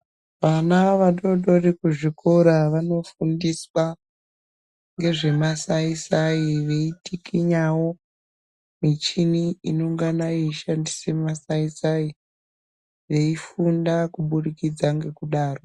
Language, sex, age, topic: Ndau, female, 36-49, education